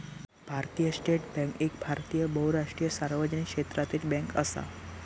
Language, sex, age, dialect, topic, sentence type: Marathi, male, 18-24, Southern Konkan, banking, statement